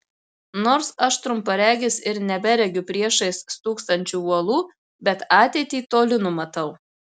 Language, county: Lithuanian, Marijampolė